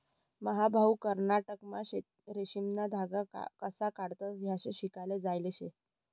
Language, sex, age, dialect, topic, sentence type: Marathi, male, 60-100, Northern Konkan, agriculture, statement